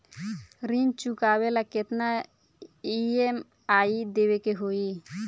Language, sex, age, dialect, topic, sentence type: Bhojpuri, female, <18, Southern / Standard, banking, question